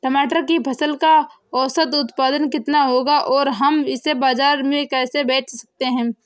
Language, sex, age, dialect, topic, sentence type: Hindi, female, 18-24, Awadhi Bundeli, agriculture, question